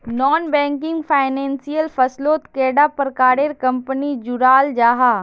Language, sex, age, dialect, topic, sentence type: Magahi, female, 18-24, Northeastern/Surjapuri, banking, question